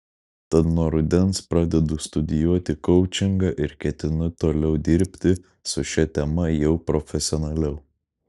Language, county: Lithuanian, Kaunas